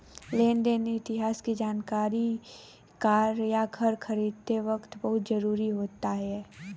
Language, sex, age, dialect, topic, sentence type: Hindi, female, 31-35, Hindustani Malvi Khadi Boli, banking, statement